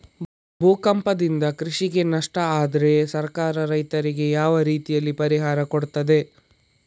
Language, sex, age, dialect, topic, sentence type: Kannada, male, 51-55, Coastal/Dakshin, agriculture, question